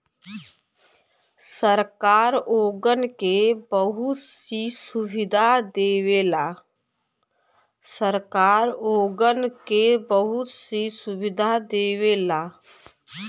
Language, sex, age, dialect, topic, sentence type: Bhojpuri, female, <18, Western, banking, statement